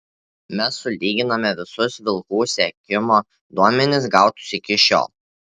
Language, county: Lithuanian, Tauragė